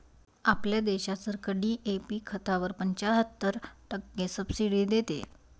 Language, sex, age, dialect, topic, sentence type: Marathi, female, 31-35, Varhadi, agriculture, statement